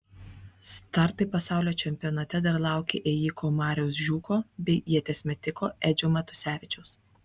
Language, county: Lithuanian, Vilnius